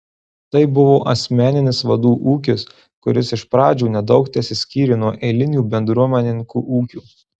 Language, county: Lithuanian, Marijampolė